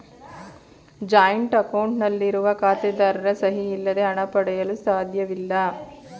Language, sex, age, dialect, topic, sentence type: Kannada, female, 31-35, Mysore Kannada, banking, statement